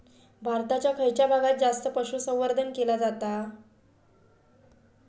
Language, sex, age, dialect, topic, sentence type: Marathi, female, 18-24, Southern Konkan, agriculture, question